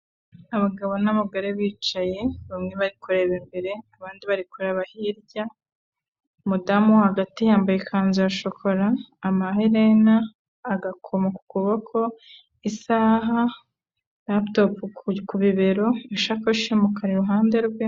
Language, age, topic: Kinyarwanda, 25-35, government